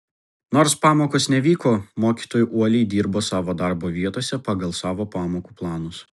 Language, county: Lithuanian, Vilnius